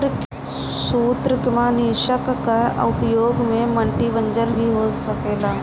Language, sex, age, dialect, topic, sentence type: Bhojpuri, female, 60-100, Northern, agriculture, statement